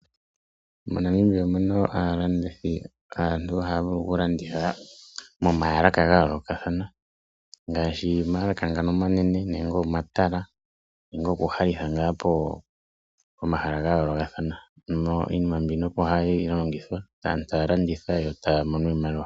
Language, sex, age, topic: Oshiwambo, male, 25-35, finance